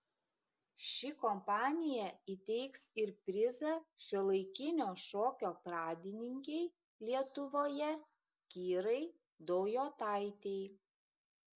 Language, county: Lithuanian, Šiauliai